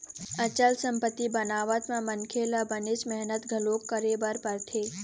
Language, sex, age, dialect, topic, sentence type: Chhattisgarhi, female, 25-30, Eastern, banking, statement